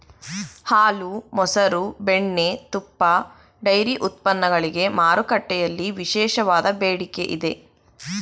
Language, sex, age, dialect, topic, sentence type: Kannada, female, 18-24, Mysore Kannada, agriculture, statement